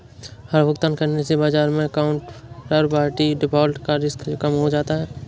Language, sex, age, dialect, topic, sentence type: Hindi, male, 18-24, Awadhi Bundeli, banking, statement